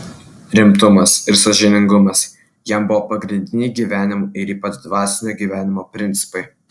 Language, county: Lithuanian, Klaipėda